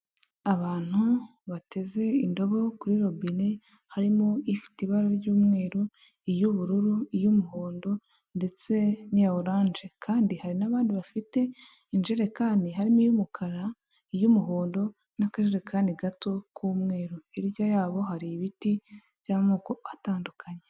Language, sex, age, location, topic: Kinyarwanda, male, 50+, Huye, health